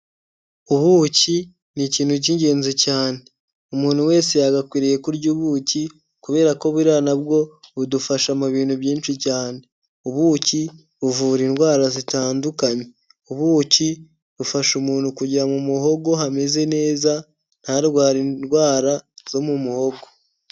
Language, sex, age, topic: Kinyarwanda, male, 18-24, health